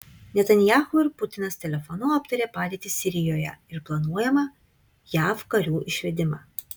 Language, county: Lithuanian, Kaunas